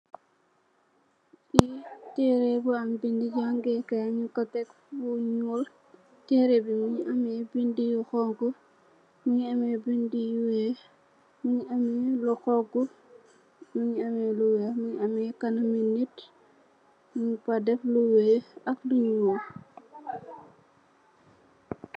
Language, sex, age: Wolof, female, 18-24